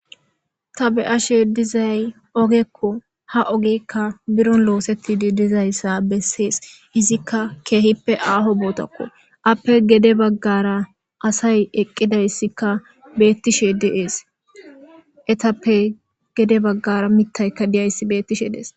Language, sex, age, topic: Gamo, female, 18-24, government